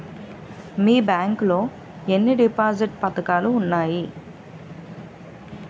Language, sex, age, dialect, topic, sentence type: Telugu, female, 25-30, Utterandhra, banking, question